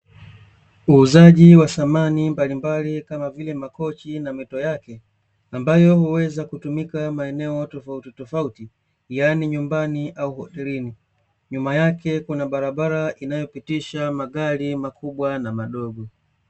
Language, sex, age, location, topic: Swahili, male, 25-35, Dar es Salaam, finance